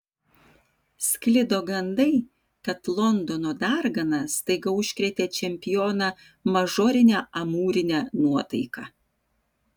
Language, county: Lithuanian, Vilnius